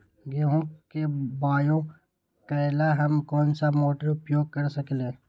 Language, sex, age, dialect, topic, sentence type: Magahi, male, 18-24, Western, agriculture, question